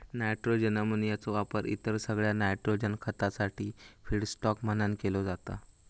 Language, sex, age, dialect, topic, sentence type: Marathi, male, 18-24, Southern Konkan, agriculture, statement